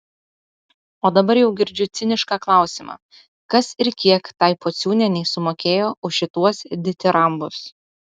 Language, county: Lithuanian, Utena